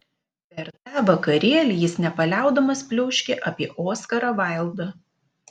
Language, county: Lithuanian, Panevėžys